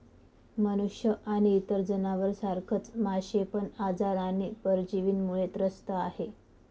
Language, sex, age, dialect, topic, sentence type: Marathi, female, 25-30, Northern Konkan, agriculture, statement